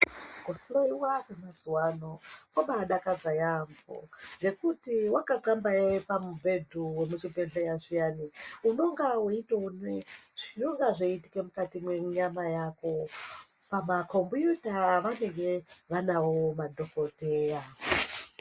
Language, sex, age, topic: Ndau, male, 36-49, health